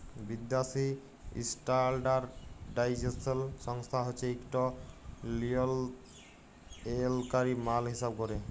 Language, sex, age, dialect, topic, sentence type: Bengali, male, 18-24, Jharkhandi, banking, statement